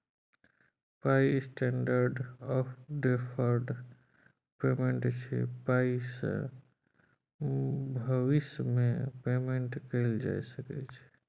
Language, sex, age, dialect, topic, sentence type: Maithili, male, 36-40, Bajjika, banking, statement